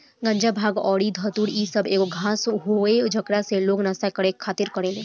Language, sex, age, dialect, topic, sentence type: Bhojpuri, female, 18-24, Southern / Standard, agriculture, statement